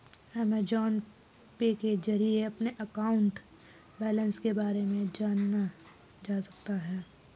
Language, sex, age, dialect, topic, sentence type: Hindi, female, 18-24, Kanauji Braj Bhasha, banking, statement